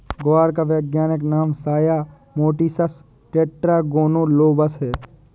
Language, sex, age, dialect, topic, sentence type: Hindi, male, 18-24, Awadhi Bundeli, agriculture, statement